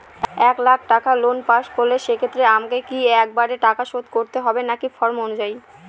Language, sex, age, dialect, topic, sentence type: Bengali, female, 31-35, Northern/Varendri, banking, question